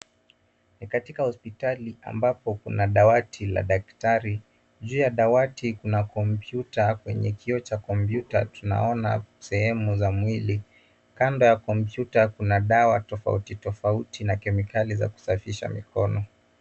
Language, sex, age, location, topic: Swahili, male, 18-24, Nairobi, health